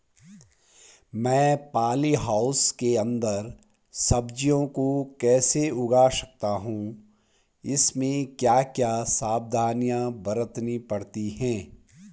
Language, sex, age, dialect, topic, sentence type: Hindi, male, 46-50, Garhwali, agriculture, question